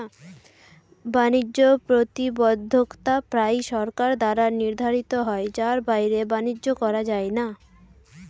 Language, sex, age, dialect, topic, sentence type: Bengali, female, <18, Standard Colloquial, banking, statement